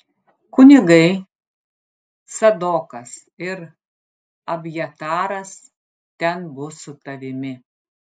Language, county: Lithuanian, Klaipėda